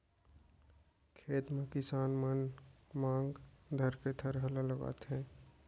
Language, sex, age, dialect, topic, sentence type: Chhattisgarhi, male, 25-30, Central, agriculture, statement